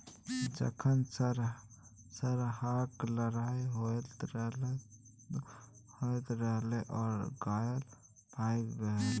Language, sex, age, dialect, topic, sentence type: Maithili, male, 18-24, Bajjika, agriculture, statement